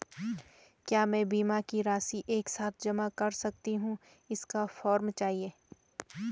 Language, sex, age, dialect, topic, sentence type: Hindi, female, 18-24, Garhwali, banking, question